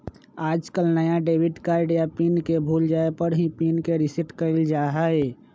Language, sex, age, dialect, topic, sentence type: Magahi, male, 25-30, Western, banking, statement